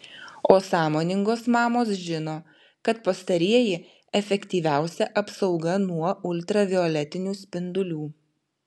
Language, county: Lithuanian, Vilnius